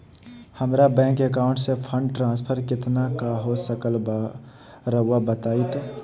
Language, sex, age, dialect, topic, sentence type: Magahi, male, 18-24, Southern, banking, question